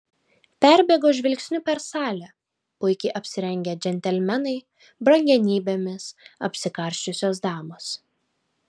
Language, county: Lithuanian, Kaunas